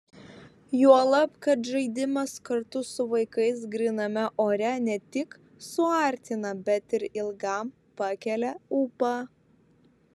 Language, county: Lithuanian, Vilnius